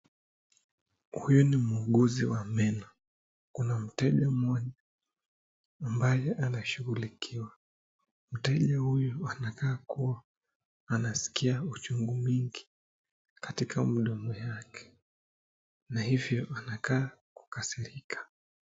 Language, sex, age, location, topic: Swahili, male, 25-35, Nakuru, health